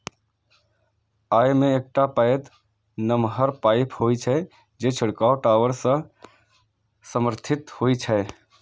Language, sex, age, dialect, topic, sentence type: Maithili, male, 18-24, Eastern / Thethi, agriculture, statement